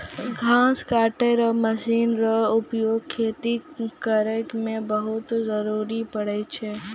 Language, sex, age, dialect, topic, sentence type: Maithili, female, 18-24, Angika, agriculture, statement